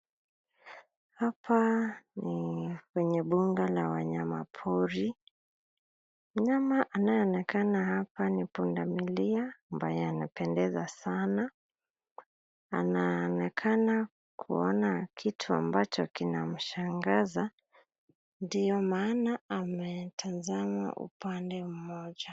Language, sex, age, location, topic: Swahili, female, 25-35, Nairobi, government